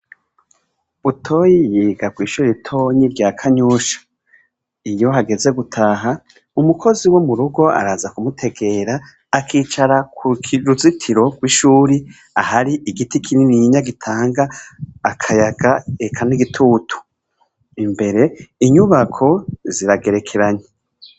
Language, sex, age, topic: Rundi, female, 25-35, education